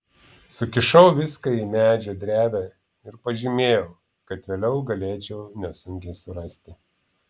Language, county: Lithuanian, Vilnius